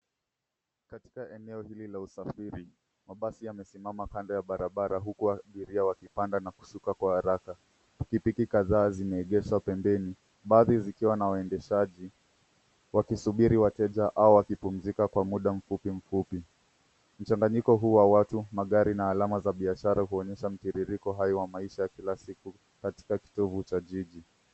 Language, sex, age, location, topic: Swahili, male, 18-24, Nairobi, government